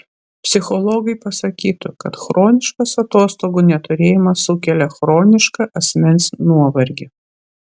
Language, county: Lithuanian, Vilnius